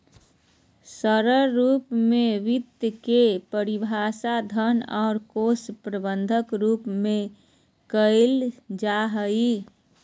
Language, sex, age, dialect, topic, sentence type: Magahi, female, 31-35, Southern, banking, statement